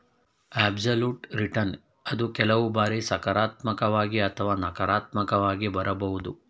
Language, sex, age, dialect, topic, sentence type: Kannada, male, 31-35, Mysore Kannada, banking, statement